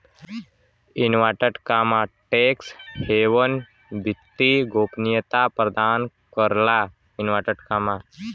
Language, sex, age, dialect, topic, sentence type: Bhojpuri, male, <18, Western, banking, statement